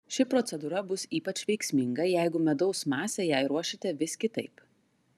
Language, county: Lithuanian, Klaipėda